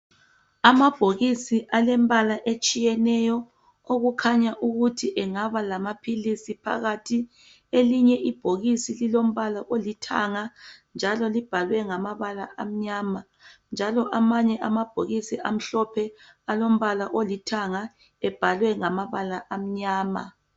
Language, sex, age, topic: North Ndebele, female, 25-35, health